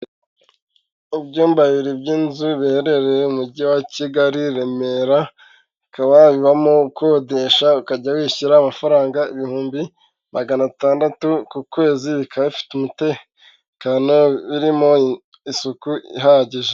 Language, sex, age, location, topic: Kinyarwanda, male, 18-24, Huye, finance